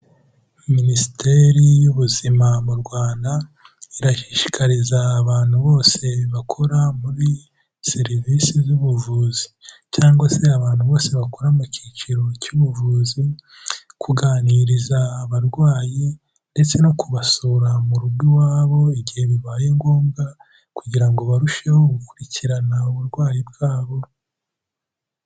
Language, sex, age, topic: Kinyarwanda, male, 18-24, health